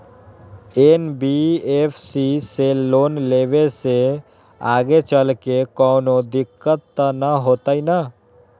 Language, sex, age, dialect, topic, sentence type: Magahi, male, 18-24, Western, banking, question